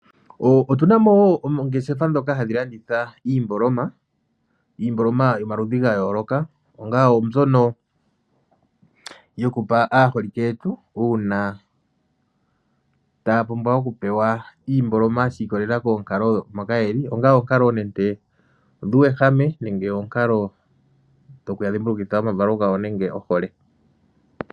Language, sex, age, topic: Oshiwambo, male, 25-35, finance